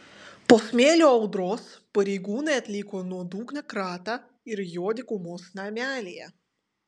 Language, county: Lithuanian, Vilnius